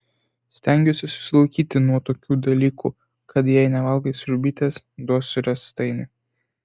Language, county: Lithuanian, Vilnius